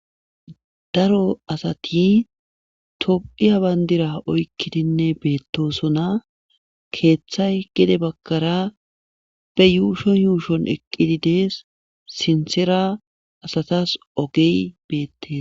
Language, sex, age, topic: Gamo, male, 18-24, government